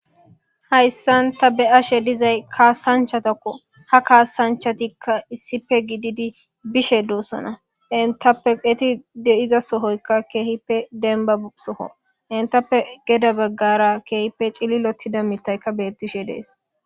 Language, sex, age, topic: Gamo, male, 18-24, government